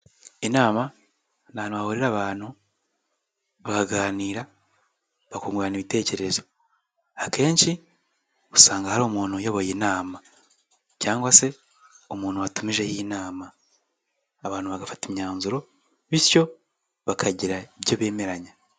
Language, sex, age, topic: Kinyarwanda, male, 18-24, health